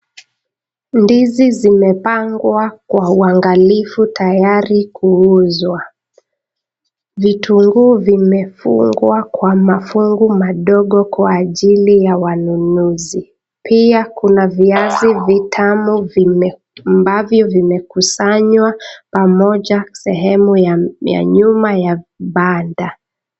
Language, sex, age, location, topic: Swahili, female, 25-35, Nakuru, finance